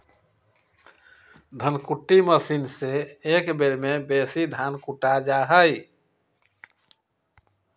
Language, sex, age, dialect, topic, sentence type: Magahi, male, 56-60, Western, agriculture, statement